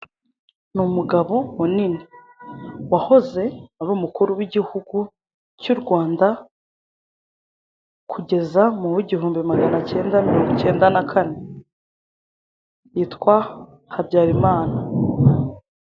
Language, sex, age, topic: Kinyarwanda, female, 25-35, government